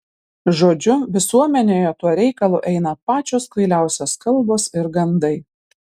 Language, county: Lithuanian, Panevėžys